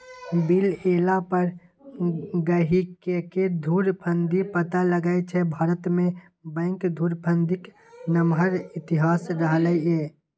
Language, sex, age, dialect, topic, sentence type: Maithili, male, 18-24, Bajjika, banking, statement